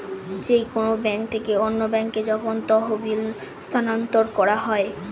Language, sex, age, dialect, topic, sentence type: Bengali, female, 25-30, Standard Colloquial, banking, statement